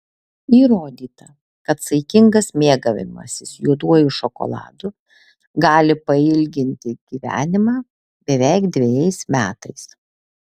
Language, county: Lithuanian, Alytus